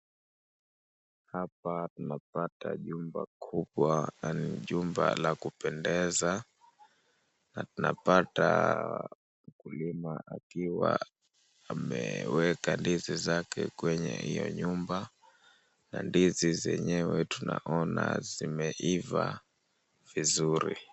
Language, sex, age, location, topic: Swahili, female, 36-49, Wajir, agriculture